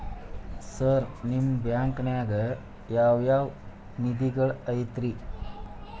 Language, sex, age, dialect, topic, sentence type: Kannada, male, 36-40, Dharwad Kannada, banking, question